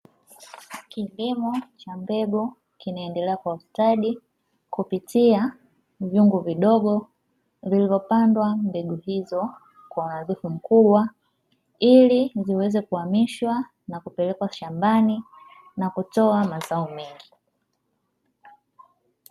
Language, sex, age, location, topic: Swahili, male, 18-24, Dar es Salaam, agriculture